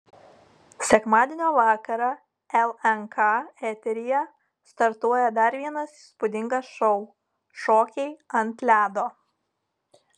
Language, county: Lithuanian, Telšiai